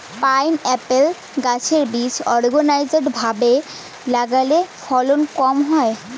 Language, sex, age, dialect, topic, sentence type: Bengali, female, 18-24, Rajbangshi, agriculture, question